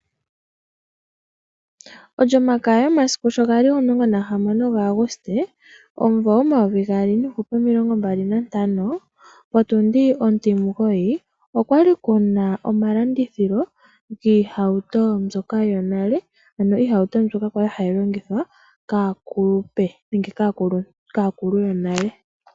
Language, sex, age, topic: Oshiwambo, female, 18-24, finance